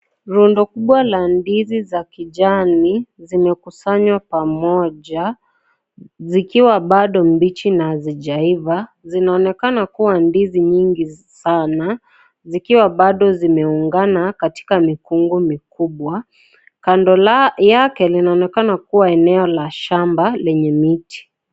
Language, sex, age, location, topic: Swahili, female, 25-35, Kisii, agriculture